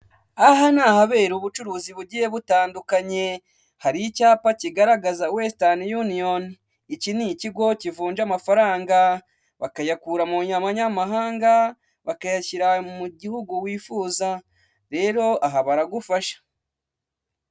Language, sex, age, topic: Kinyarwanda, male, 25-35, finance